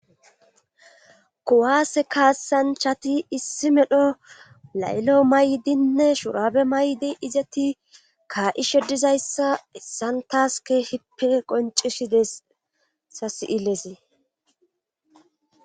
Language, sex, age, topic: Gamo, female, 25-35, government